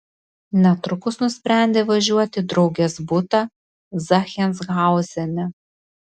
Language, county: Lithuanian, Vilnius